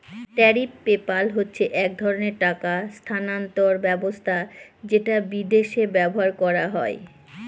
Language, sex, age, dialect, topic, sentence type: Bengali, female, 18-24, Northern/Varendri, banking, statement